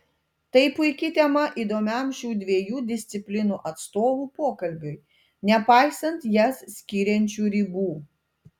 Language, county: Lithuanian, Telšiai